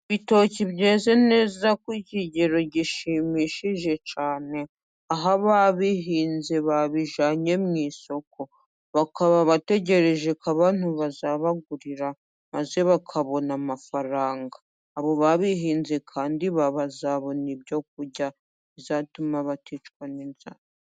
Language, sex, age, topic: Kinyarwanda, female, 25-35, agriculture